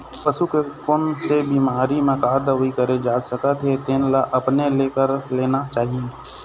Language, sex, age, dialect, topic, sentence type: Chhattisgarhi, male, 25-30, Eastern, agriculture, statement